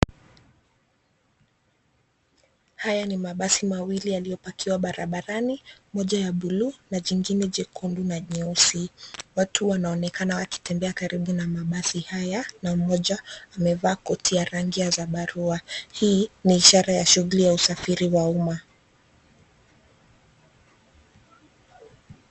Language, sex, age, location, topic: Swahili, female, 25-35, Nairobi, government